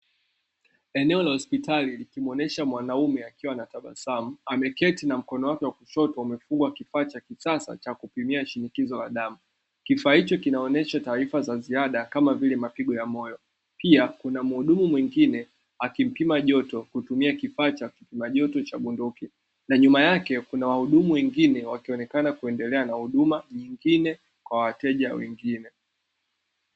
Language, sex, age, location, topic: Swahili, male, 25-35, Dar es Salaam, health